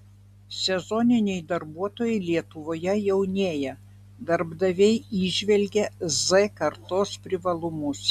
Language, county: Lithuanian, Vilnius